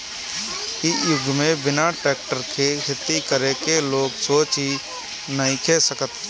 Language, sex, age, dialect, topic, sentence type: Bhojpuri, male, 18-24, Northern, agriculture, statement